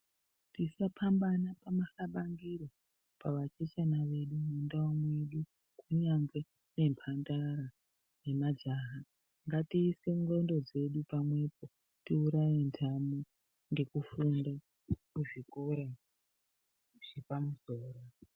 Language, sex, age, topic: Ndau, female, 36-49, education